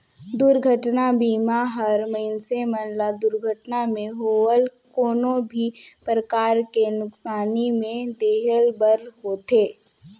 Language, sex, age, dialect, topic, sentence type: Chhattisgarhi, female, 18-24, Northern/Bhandar, banking, statement